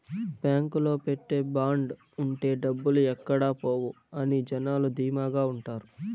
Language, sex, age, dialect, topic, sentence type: Telugu, male, 18-24, Southern, banking, statement